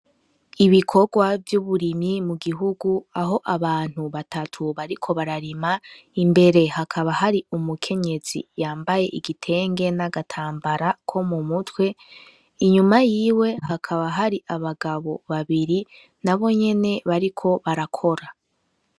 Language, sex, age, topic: Rundi, female, 18-24, agriculture